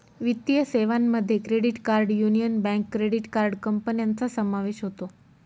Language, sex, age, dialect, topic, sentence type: Marathi, female, 25-30, Northern Konkan, banking, statement